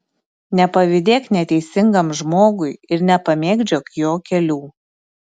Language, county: Lithuanian, Klaipėda